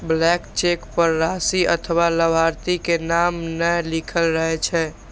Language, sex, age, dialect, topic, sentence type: Maithili, male, 18-24, Eastern / Thethi, banking, statement